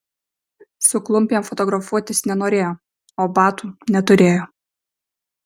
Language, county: Lithuanian, Vilnius